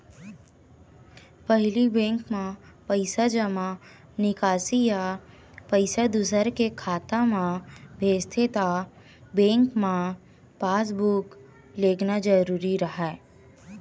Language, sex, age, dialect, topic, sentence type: Chhattisgarhi, female, 60-100, Western/Budati/Khatahi, banking, statement